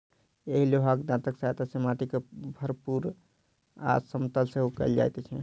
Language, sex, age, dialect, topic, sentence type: Maithili, male, 36-40, Southern/Standard, agriculture, statement